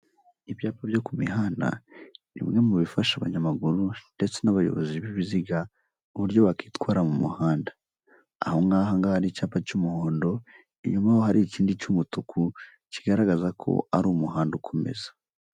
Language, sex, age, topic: Kinyarwanda, male, 18-24, government